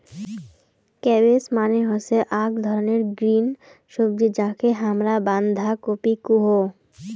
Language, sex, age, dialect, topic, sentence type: Bengali, female, 18-24, Rajbangshi, agriculture, statement